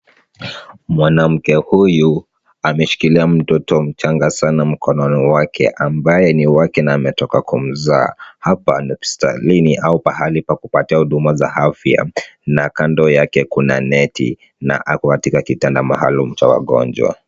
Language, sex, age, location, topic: Swahili, male, 36-49, Kisumu, health